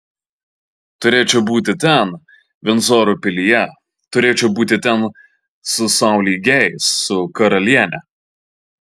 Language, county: Lithuanian, Marijampolė